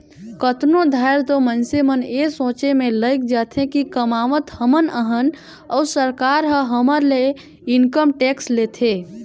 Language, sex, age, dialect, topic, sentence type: Chhattisgarhi, male, 18-24, Northern/Bhandar, banking, statement